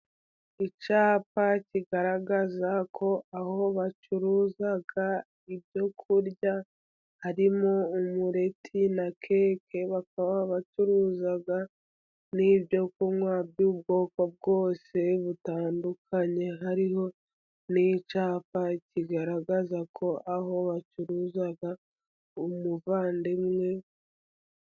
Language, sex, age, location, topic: Kinyarwanda, female, 50+, Musanze, finance